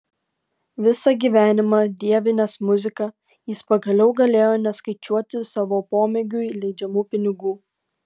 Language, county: Lithuanian, Klaipėda